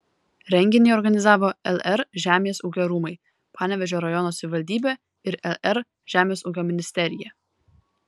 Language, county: Lithuanian, Vilnius